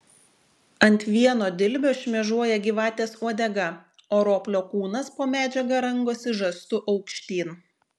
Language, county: Lithuanian, Šiauliai